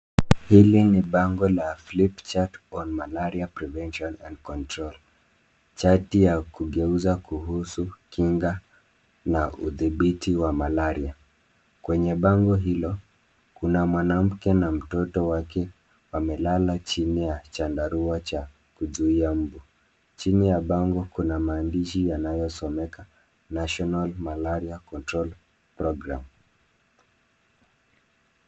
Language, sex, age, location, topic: Swahili, male, 25-35, Nairobi, health